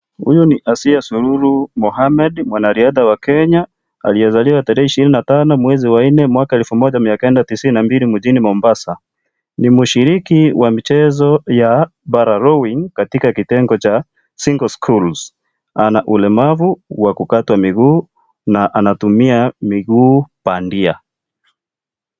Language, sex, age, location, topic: Swahili, male, 25-35, Kisii, education